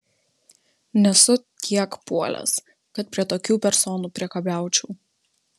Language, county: Lithuanian, Vilnius